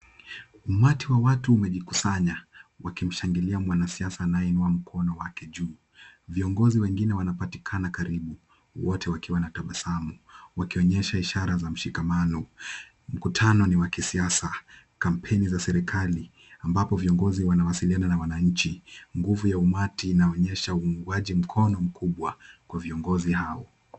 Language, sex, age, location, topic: Swahili, male, 18-24, Kisumu, government